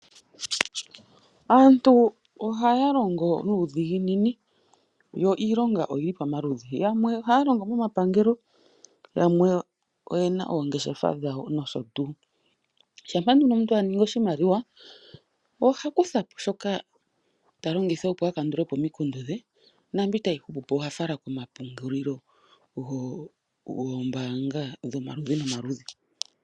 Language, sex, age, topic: Oshiwambo, female, 25-35, finance